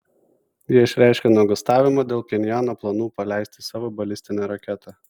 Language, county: Lithuanian, Vilnius